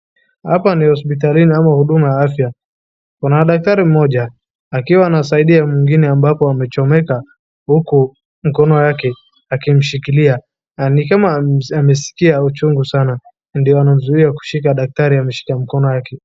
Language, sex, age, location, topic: Swahili, male, 36-49, Wajir, health